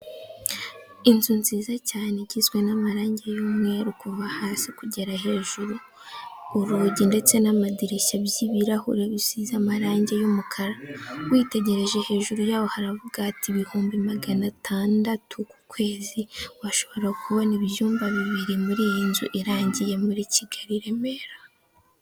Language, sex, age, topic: Kinyarwanda, female, 18-24, finance